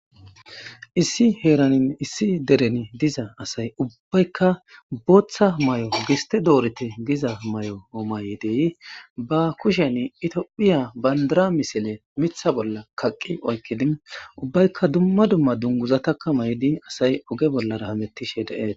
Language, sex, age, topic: Gamo, female, 25-35, government